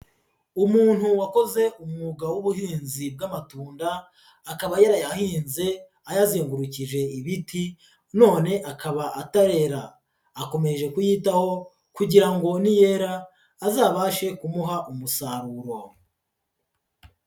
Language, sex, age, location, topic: Kinyarwanda, male, 36-49, Huye, agriculture